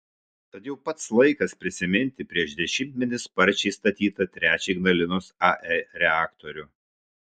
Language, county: Lithuanian, Šiauliai